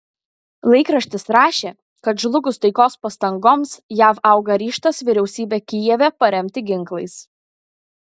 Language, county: Lithuanian, Kaunas